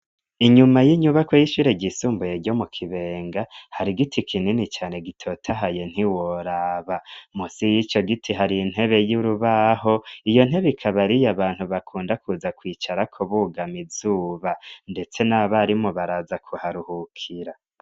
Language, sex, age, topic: Rundi, male, 25-35, education